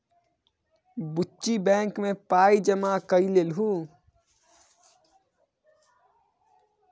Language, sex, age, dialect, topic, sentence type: Maithili, male, 18-24, Bajjika, banking, statement